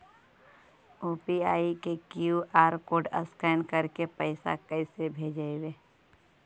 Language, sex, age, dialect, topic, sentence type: Magahi, male, 31-35, Central/Standard, banking, question